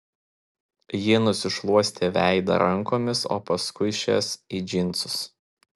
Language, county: Lithuanian, Vilnius